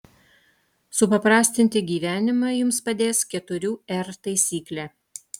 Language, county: Lithuanian, Utena